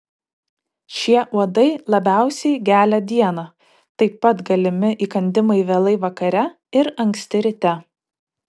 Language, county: Lithuanian, Kaunas